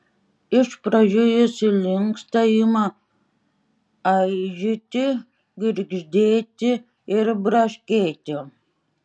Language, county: Lithuanian, Šiauliai